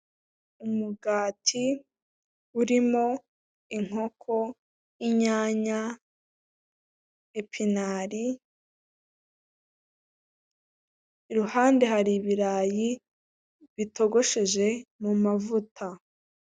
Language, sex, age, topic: Kinyarwanda, female, 18-24, finance